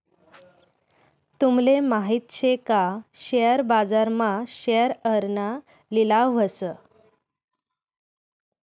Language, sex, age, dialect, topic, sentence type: Marathi, female, 31-35, Northern Konkan, banking, statement